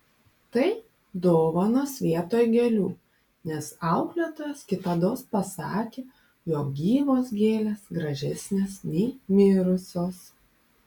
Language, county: Lithuanian, Panevėžys